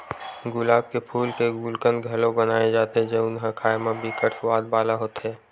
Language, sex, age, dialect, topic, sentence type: Chhattisgarhi, male, 56-60, Western/Budati/Khatahi, agriculture, statement